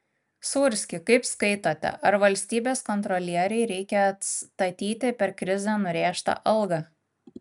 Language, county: Lithuanian, Kaunas